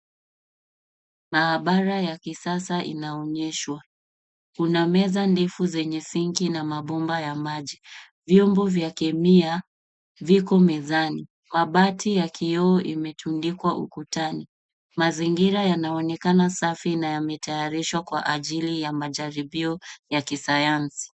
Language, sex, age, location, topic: Swahili, female, 25-35, Nairobi, education